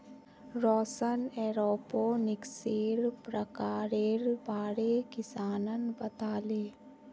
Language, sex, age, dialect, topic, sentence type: Magahi, female, 18-24, Northeastern/Surjapuri, agriculture, statement